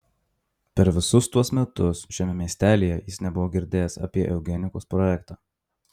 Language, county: Lithuanian, Marijampolė